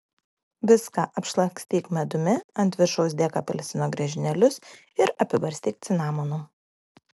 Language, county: Lithuanian, Klaipėda